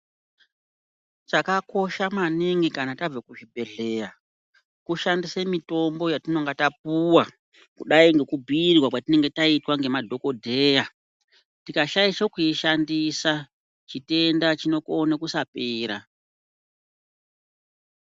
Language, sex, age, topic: Ndau, female, 50+, health